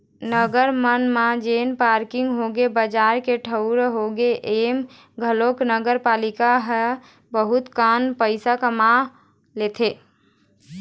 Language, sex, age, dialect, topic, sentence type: Chhattisgarhi, female, 18-24, Eastern, banking, statement